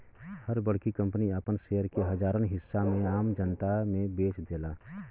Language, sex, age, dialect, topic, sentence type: Bhojpuri, male, 31-35, Western, banking, statement